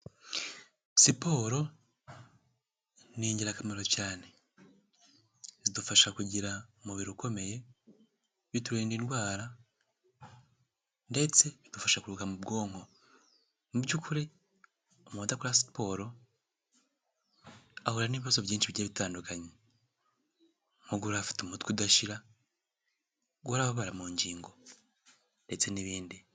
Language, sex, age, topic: Kinyarwanda, male, 18-24, health